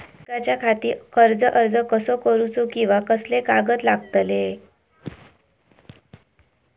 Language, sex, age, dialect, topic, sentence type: Marathi, female, 18-24, Southern Konkan, banking, question